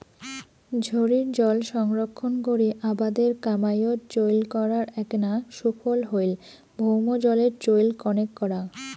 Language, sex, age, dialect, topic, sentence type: Bengali, female, 25-30, Rajbangshi, agriculture, statement